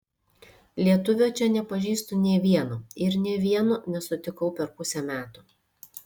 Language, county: Lithuanian, Šiauliai